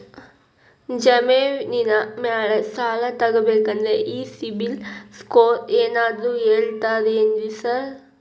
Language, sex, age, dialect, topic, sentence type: Kannada, female, 18-24, Dharwad Kannada, banking, question